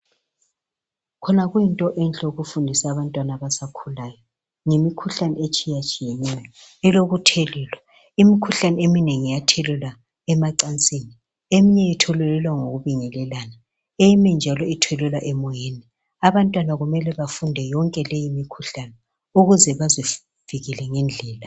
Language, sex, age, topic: North Ndebele, male, 36-49, education